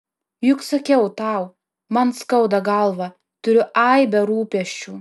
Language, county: Lithuanian, Alytus